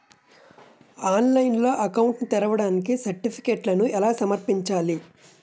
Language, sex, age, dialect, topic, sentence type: Telugu, male, 25-30, Utterandhra, banking, question